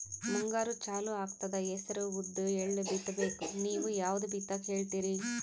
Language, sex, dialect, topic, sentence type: Kannada, female, Northeastern, agriculture, question